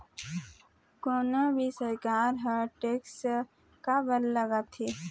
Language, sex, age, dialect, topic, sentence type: Chhattisgarhi, female, 18-24, Eastern, banking, statement